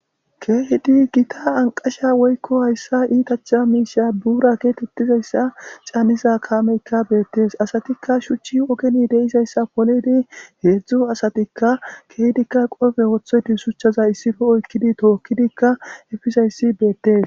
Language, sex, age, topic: Gamo, male, 25-35, government